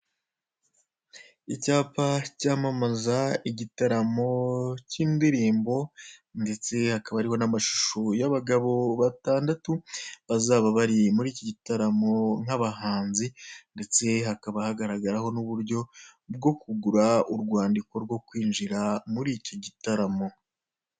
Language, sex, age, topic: Kinyarwanda, male, 25-35, finance